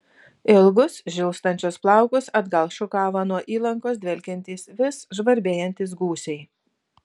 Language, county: Lithuanian, Vilnius